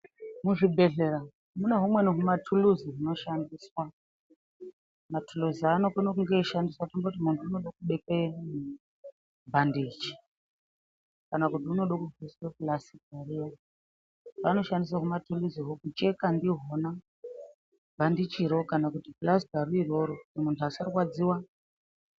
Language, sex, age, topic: Ndau, female, 25-35, health